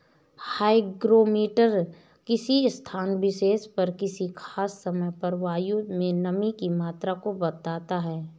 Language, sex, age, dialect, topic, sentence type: Hindi, female, 31-35, Awadhi Bundeli, agriculture, statement